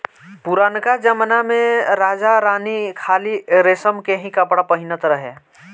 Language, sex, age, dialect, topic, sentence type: Bhojpuri, male, <18, Northern, agriculture, statement